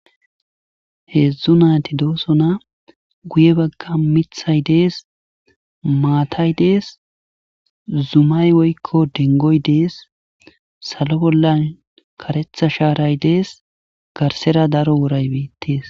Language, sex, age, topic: Gamo, male, 18-24, government